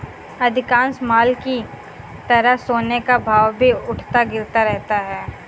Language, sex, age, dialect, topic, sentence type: Hindi, female, 18-24, Kanauji Braj Bhasha, banking, statement